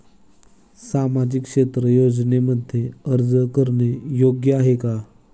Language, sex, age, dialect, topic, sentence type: Marathi, male, 18-24, Standard Marathi, banking, question